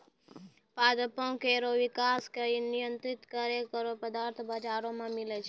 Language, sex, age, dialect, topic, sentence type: Maithili, female, 18-24, Angika, agriculture, statement